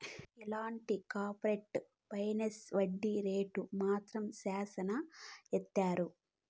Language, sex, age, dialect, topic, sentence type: Telugu, female, 25-30, Southern, banking, statement